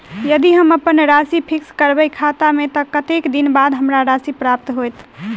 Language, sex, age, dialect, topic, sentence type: Maithili, female, 18-24, Southern/Standard, banking, question